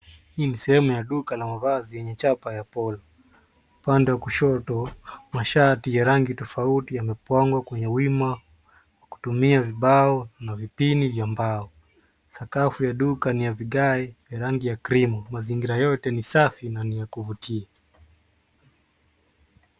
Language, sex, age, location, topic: Swahili, male, 25-35, Nairobi, finance